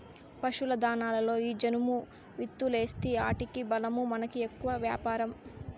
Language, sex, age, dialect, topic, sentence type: Telugu, female, 18-24, Southern, agriculture, statement